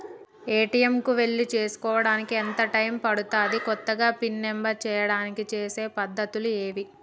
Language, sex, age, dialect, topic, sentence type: Telugu, female, 18-24, Telangana, banking, question